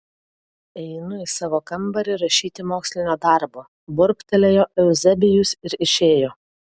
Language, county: Lithuanian, Vilnius